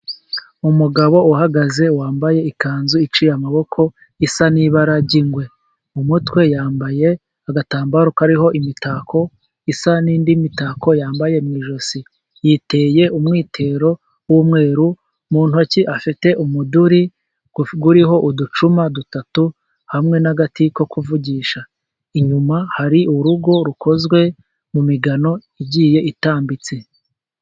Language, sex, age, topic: Kinyarwanda, male, 25-35, government